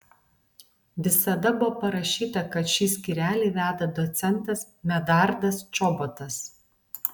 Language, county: Lithuanian, Alytus